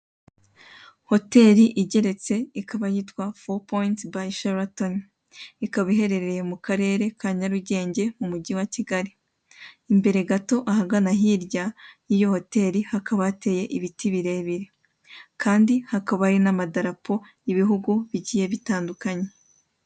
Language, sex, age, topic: Kinyarwanda, female, 18-24, finance